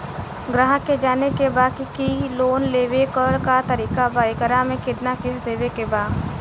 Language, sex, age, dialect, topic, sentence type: Bhojpuri, female, 18-24, Western, banking, question